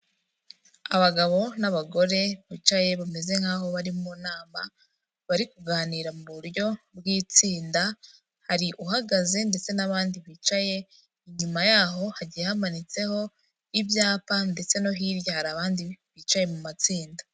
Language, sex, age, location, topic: Kinyarwanda, female, 18-24, Kigali, health